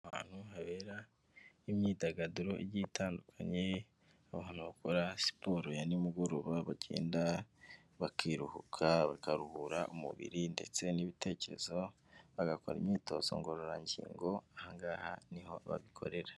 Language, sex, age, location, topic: Kinyarwanda, male, 25-35, Kigali, government